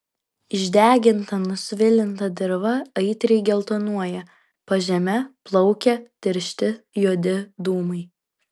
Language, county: Lithuanian, Vilnius